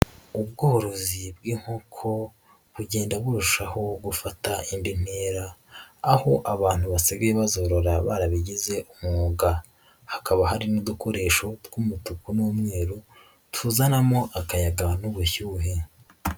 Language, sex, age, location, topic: Kinyarwanda, female, 18-24, Nyagatare, agriculture